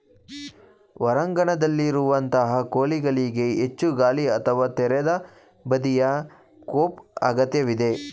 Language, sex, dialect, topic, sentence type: Kannada, male, Mysore Kannada, agriculture, statement